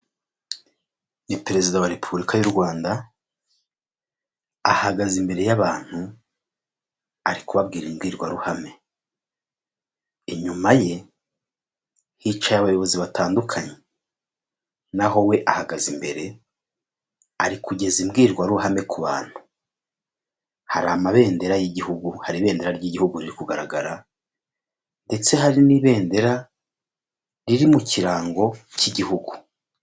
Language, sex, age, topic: Kinyarwanda, male, 36-49, government